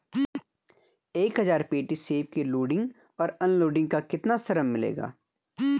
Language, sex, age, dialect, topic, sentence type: Hindi, male, 25-30, Garhwali, agriculture, question